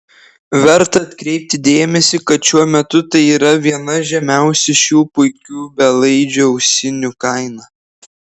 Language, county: Lithuanian, Klaipėda